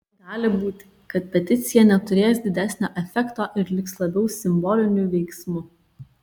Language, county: Lithuanian, Kaunas